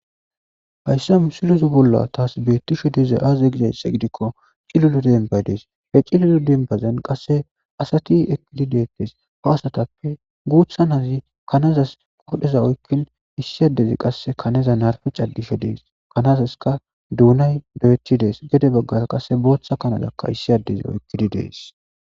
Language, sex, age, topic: Gamo, male, 25-35, agriculture